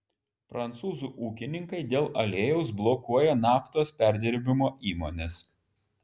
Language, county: Lithuanian, Vilnius